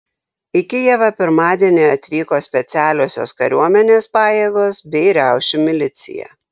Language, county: Lithuanian, Šiauliai